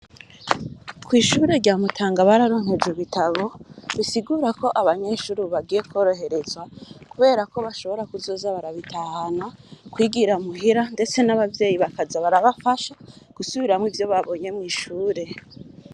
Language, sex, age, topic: Rundi, female, 25-35, education